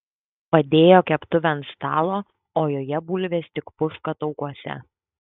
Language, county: Lithuanian, Kaunas